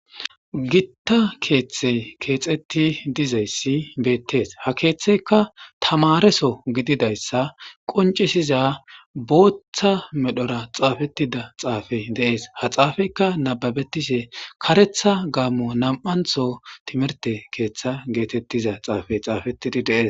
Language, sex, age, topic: Gamo, male, 25-35, government